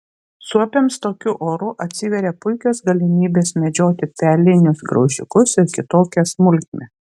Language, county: Lithuanian, Vilnius